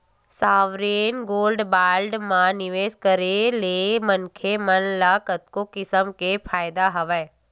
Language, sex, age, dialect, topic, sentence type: Chhattisgarhi, female, 31-35, Western/Budati/Khatahi, banking, statement